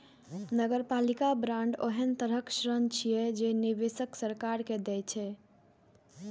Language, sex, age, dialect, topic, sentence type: Maithili, female, 18-24, Eastern / Thethi, banking, statement